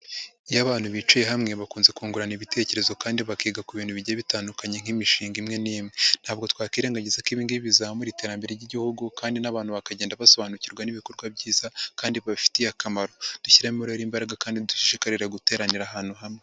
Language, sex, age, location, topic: Kinyarwanda, female, 50+, Nyagatare, education